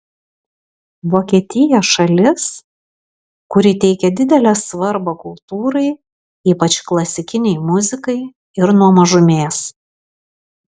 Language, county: Lithuanian, Alytus